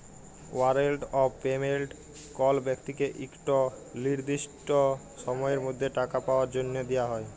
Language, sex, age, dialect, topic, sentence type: Bengali, male, 18-24, Jharkhandi, banking, statement